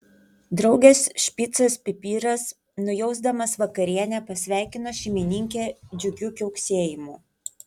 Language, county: Lithuanian, Panevėžys